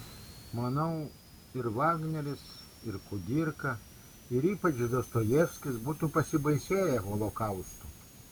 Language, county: Lithuanian, Kaunas